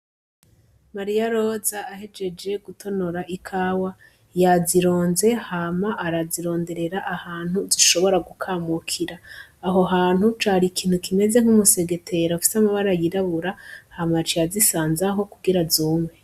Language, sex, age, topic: Rundi, female, 25-35, agriculture